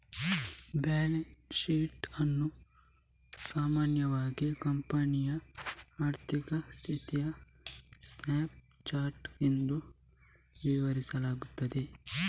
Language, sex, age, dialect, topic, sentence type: Kannada, male, 25-30, Coastal/Dakshin, banking, statement